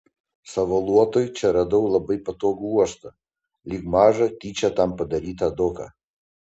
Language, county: Lithuanian, Panevėžys